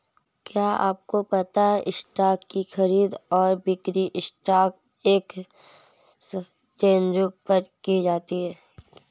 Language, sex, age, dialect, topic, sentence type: Hindi, female, 18-24, Marwari Dhudhari, banking, statement